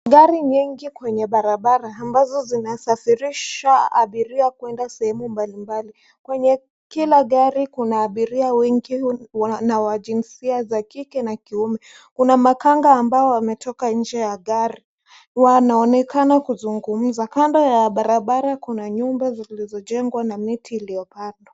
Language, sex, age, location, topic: Swahili, male, 25-35, Nairobi, government